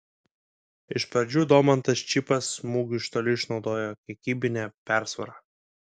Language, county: Lithuanian, Kaunas